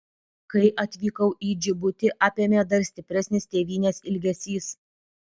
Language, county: Lithuanian, Vilnius